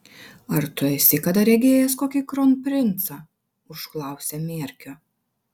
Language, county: Lithuanian, Vilnius